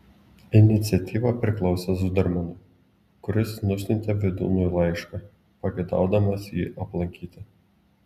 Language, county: Lithuanian, Klaipėda